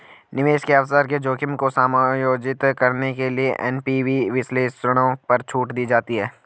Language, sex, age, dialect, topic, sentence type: Hindi, male, 25-30, Garhwali, banking, statement